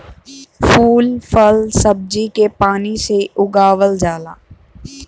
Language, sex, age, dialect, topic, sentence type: Bhojpuri, female, 18-24, Western, agriculture, statement